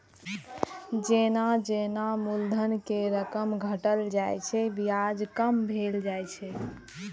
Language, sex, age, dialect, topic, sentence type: Maithili, female, 18-24, Eastern / Thethi, banking, statement